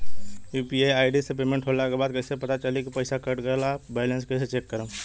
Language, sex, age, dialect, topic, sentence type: Bhojpuri, male, 18-24, Southern / Standard, banking, question